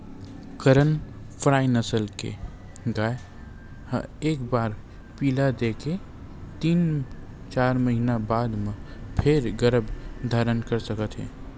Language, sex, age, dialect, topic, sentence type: Chhattisgarhi, male, 18-24, Western/Budati/Khatahi, agriculture, statement